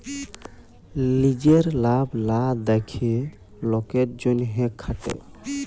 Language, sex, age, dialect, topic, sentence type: Bengali, male, 18-24, Jharkhandi, banking, statement